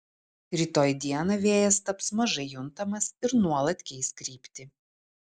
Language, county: Lithuanian, Utena